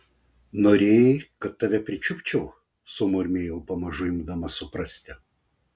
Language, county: Lithuanian, Vilnius